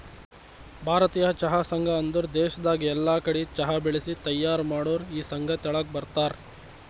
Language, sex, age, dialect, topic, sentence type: Kannada, male, 18-24, Northeastern, agriculture, statement